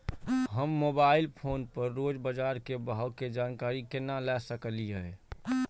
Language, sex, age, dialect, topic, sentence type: Maithili, male, 31-35, Eastern / Thethi, agriculture, question